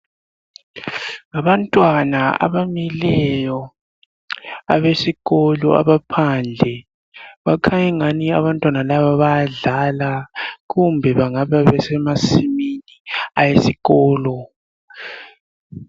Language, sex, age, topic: North Ndebele, male, 18-24, education